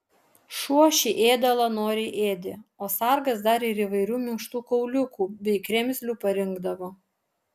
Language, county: Lithuanian, Alytus